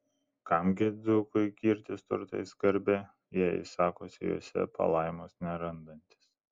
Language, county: Lithuanian, Kaunas